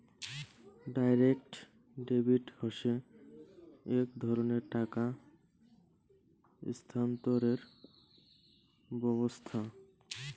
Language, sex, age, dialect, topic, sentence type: Bengali, male, 25-30, Rajbangshi, banking, statement